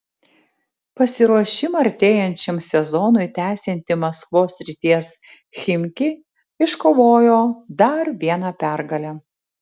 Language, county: Lithuanian, Tauragė